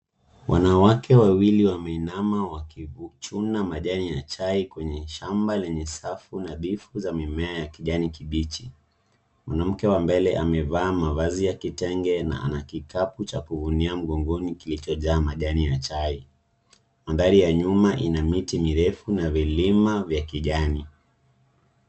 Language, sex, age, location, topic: Swahili, male, 18-24, Nairobi, agriculture